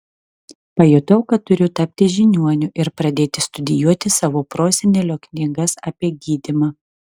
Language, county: Lithuanian, Telšiai